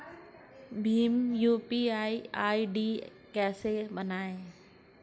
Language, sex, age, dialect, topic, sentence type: Hindi, female, 41-45, Hindustani Malvi Khadi Boli, banking, question